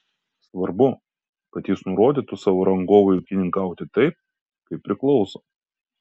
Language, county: Lithuanian, Kaunas